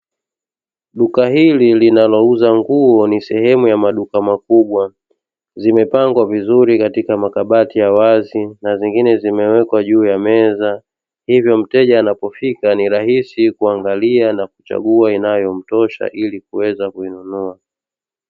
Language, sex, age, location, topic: Swahili, male, 25-35, Dar es Salaam, finance